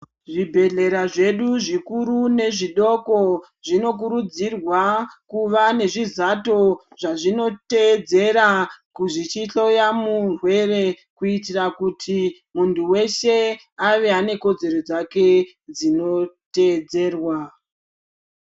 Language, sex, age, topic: Ndau, female, 25-35, health